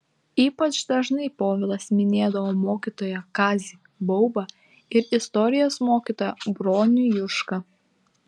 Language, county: Lithuanian, Klaipėda